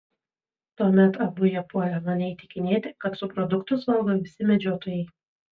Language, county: Lithuanian, Vilnius